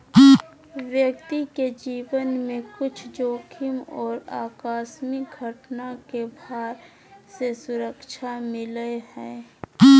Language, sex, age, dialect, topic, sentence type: Magahi, female, 31-35, Southern, banking, statement